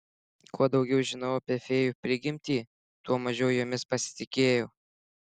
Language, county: Lithuanian, Šiauliai